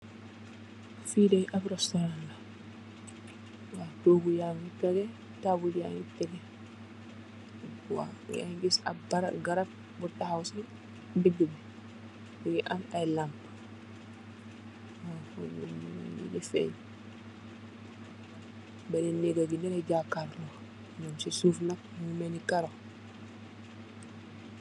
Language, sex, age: Wolof, female, 25-35